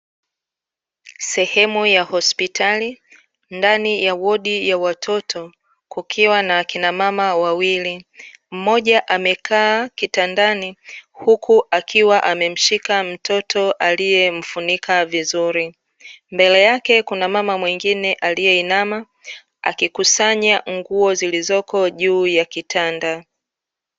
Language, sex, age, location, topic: Swahili, female, 36-49, Dar es Salaam, health